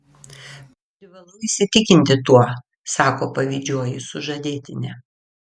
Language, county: Lithuanian, Vilnius